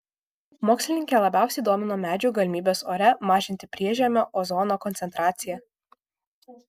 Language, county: Lithuanian, Kaunas